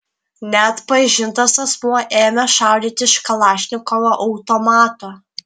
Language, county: Lithuanian, Vilnius